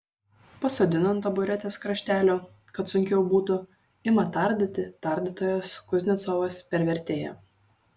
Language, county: Lithuanian, Šiauliai